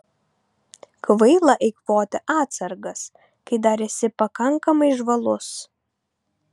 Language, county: Lithuanian, Vilnius